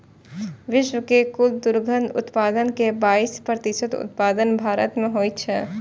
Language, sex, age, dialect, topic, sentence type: Maithili, female, 25-30, Eastern / Thethi, agriculture, statement